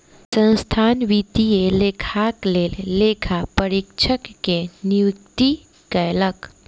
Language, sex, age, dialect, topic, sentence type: Maithili, female, 18-24, Southern/Standard, banking, statement